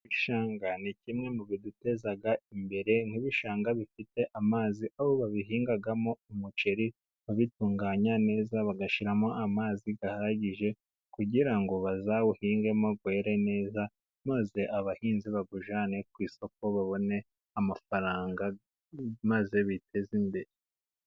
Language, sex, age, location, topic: Kinyarwanda, male, 50+, Musanze, agriculture